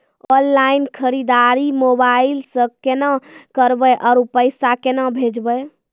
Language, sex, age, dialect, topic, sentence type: Maithili, female, 18-24, Angika, banking, question